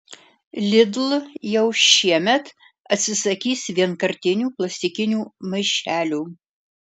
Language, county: Lithuanian, Alytus